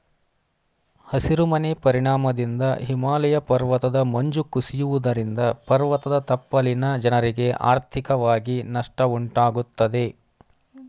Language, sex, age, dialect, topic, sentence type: Kannada, male, 25-30, Mysore Kannada, agriculture, statement